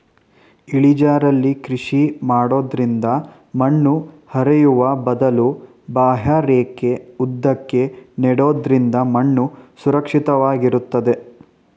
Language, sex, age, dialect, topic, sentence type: Kannada, male, 18-24, Mysore Kannada, agriculture, statement